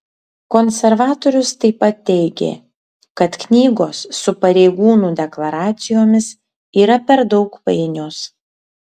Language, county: Lithuanian, Kaunas